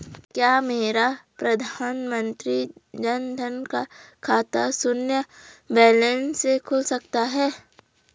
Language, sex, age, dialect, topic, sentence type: Hindi, female, 25-30, Garhwali, banking, question